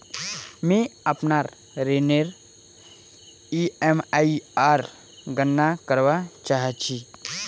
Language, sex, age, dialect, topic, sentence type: Magahi, male, 18-24, Northeastern/Surjapuri, banking, statement